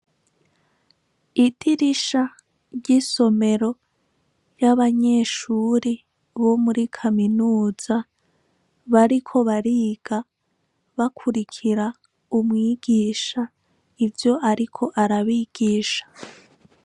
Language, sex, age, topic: Rundi, female, 25-35, education